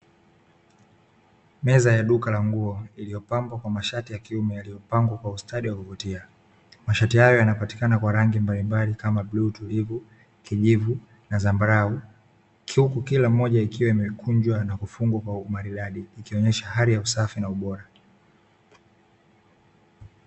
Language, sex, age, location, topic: Swahili, male, 25-35, Dar es Salaam, finance